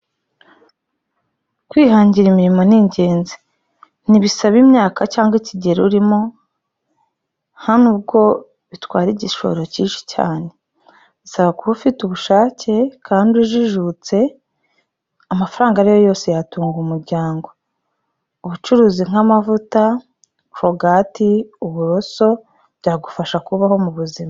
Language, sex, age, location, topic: Kinyarwanda, female, 25-35, Kigali, health